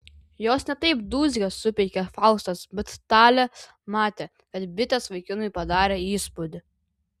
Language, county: Lithuanian, Vilnius